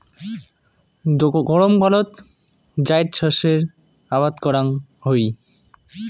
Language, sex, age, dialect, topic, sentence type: Bengali, male, 18-24, Rajbangshi, agriculture, statement